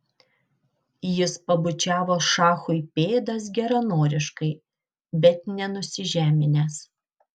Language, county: Lithuanian, Kaunas